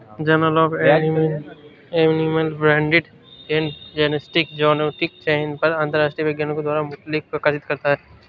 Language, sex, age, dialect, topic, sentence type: Hindi, male, 18-24, Awadhi Bundeli, agriculture, statement